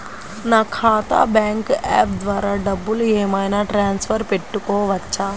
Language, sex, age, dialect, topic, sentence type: Telugu, female, 25-30, Central/Coastal, banking, question